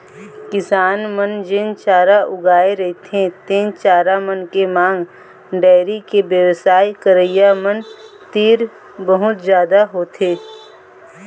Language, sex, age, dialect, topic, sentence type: Chhattisgarhi, female, 25-30, Eastern, agriculture, statement